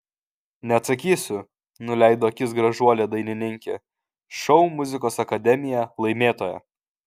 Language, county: Lithuanian, Kaunas